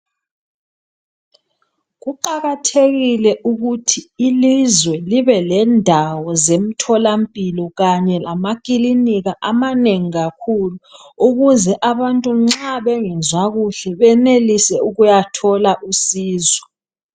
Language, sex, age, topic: North Ndebele, female, 25-35, health